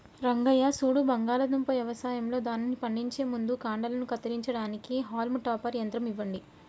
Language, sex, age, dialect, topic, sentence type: Telugu, female, 25-30, Telangana, agriculture, statement